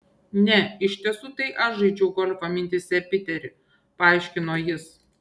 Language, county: Lithuanian, Šiauliai